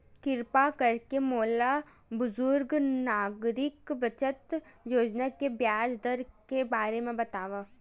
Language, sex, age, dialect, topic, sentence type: Chhattisgarhi, female, 60-100, Western/Budati/Khatahi, banking, statement